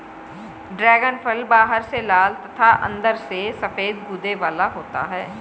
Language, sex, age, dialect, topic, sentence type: Hindi, female, 41-45, Hindustani Malvi Khadi Boli, agriculture, statement